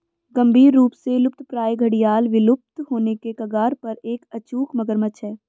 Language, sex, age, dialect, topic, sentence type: Hindi, female, 18-24, Hindustani Malvi Khadi Boli, agriculture, statement